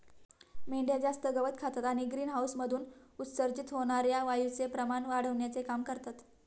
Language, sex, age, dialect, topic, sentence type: Marathi, female, 18-24, Standard Marathi, agriculture, statement